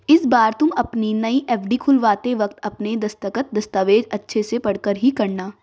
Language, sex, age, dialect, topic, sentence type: Hindi, female, 18-24, Marwari Dhudhari, banking, statement